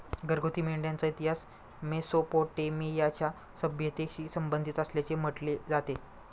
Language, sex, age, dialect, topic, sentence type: Marathi, male, 25-30, Standard Marathi, agriculture, statement